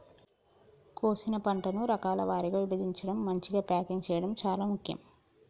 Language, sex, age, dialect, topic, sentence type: Telugu, male, 46-50, Telangana, agriculture, statement